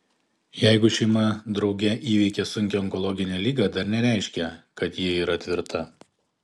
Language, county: Lithuanian, Panevėžys